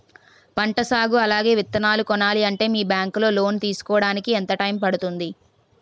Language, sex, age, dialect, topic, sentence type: Telugu, female, 18-24, Utterandhra, banking, question